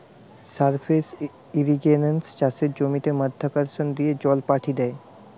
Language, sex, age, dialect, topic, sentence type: Bengali, male, 18-24, Western, agriculture, statement